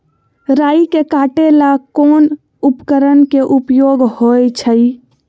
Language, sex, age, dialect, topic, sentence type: Magahi, female, 25-30, Western, agriculture, question